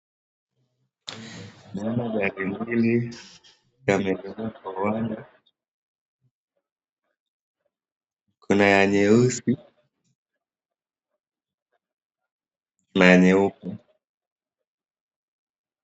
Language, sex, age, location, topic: Swahili, male, 25-35, Wajir, finance